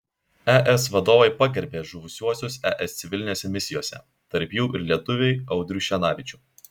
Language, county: Lithuanian, Šiauliai